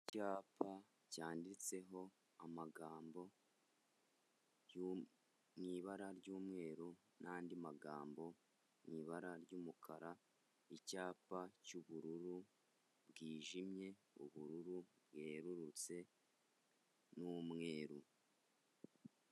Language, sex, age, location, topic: Kinyarwanda, male, 25-35, Kigali, health